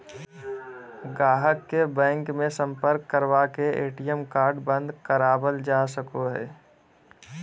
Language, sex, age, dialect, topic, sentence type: Magahi, male, 25-30, Southern, banking, statement